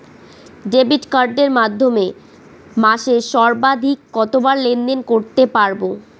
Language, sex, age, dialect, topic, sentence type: Bengali, female, 18-24, Northern/Varendri, banking, question